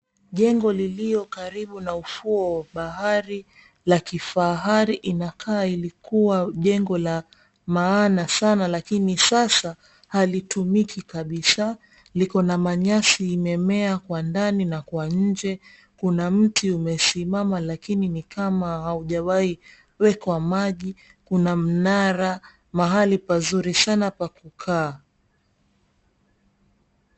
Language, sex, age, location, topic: Swahili, female, 25-35, Mombasa, government